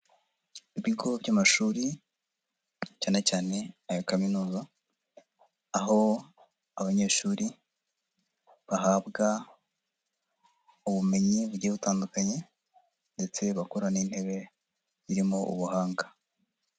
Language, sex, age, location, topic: Kinyarwanda, male, 50+, Nyagatare, education